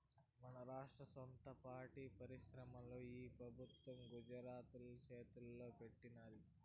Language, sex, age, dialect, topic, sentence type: Telugu, female, 18-24, Southern, agriculture, statement